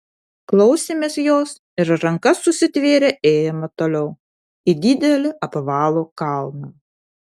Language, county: Lithuanian, Vilnius